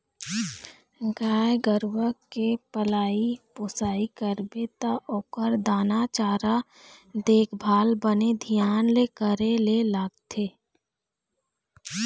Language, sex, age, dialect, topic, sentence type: Chhattisgarhi, female, 25-30, Eastern, agriculture, statement